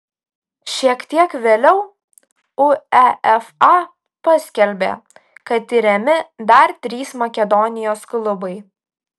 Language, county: Lithuanian, Utena